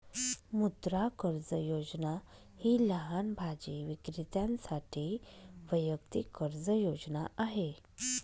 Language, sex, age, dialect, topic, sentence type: Marathi, female, 25-30, Northern Konkan, banking, statement